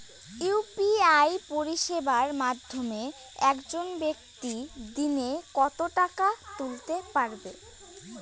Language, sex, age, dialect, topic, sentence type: Bengali, female, 18-24, Rajbangshi, banking, question